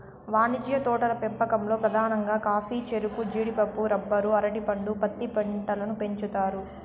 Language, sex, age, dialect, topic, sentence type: Telugu, female, 18-24, Southern, agriculture, statement